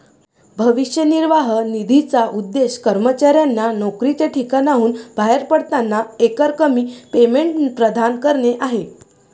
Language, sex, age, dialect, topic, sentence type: Marathi, female, 18-24, Varhadi, banking, statement